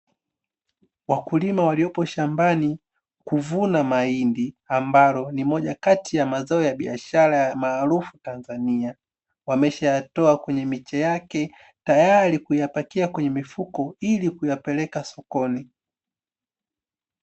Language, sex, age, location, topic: Swahili, male, 25-35, Dar es Salaam, agriculture